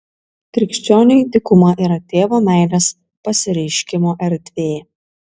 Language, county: Lithuanian, Vilnius